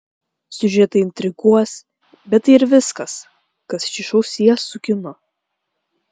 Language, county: Lithuanian, Klaipėda